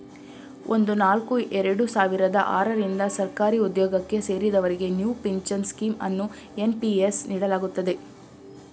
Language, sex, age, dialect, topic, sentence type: Kannada, female, 25-30, Mysore Kannada, banking, statement